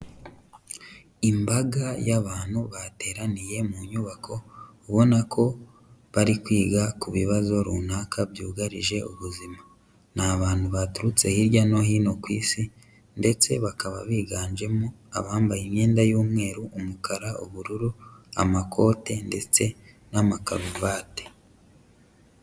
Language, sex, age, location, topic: Kinyarwanda, male, 25-35, Huye, health